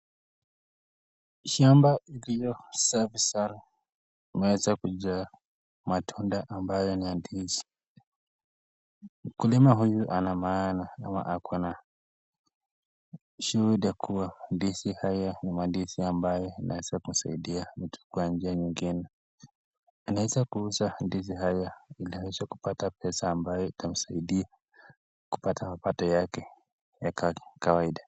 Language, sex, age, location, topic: Swahili, male, 18-24, Nakuru, agriculture